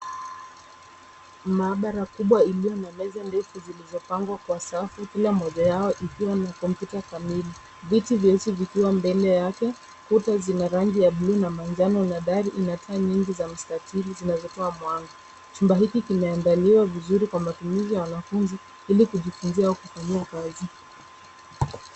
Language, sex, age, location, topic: Swahili, female, 25-35, Nairobi, education